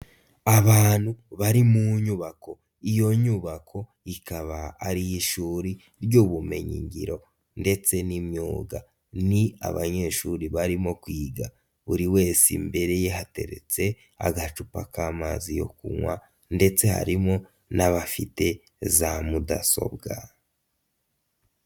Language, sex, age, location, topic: Kinyarwanda, male, 50+, Nyagatare, education